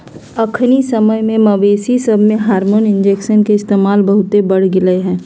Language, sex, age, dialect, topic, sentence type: Magahi, female, 41-45, Western, agriculture, statement